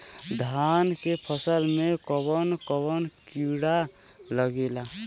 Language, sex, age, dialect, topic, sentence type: Bhojpuri, male, 18-24, Western, agriculture, question